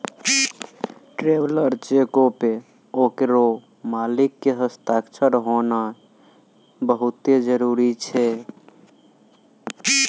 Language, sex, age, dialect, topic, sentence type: Maithili, male, 18-24, Angika, banking, statement